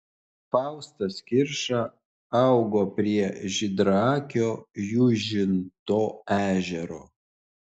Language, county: Lithuanian, Kaunas